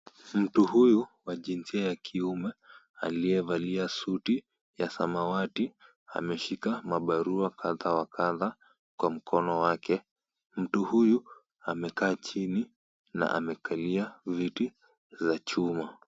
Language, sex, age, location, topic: Swahili, female, 25-35, Kisumu, government